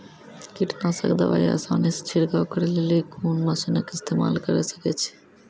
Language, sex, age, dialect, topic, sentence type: Maithili, female, 31-35, Angika, agriculture, question